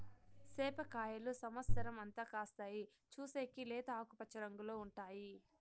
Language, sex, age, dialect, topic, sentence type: Telugu, female, 60-100, Southern, agriculture, statement